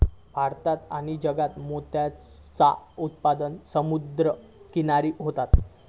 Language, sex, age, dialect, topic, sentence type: Marathi, male, 18-24, Southern Konkan, agriculture, statement